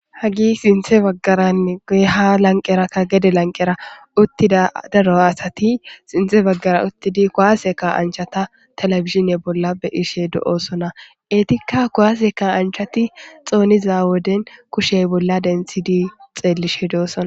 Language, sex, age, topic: Gamo, female, 18-24, government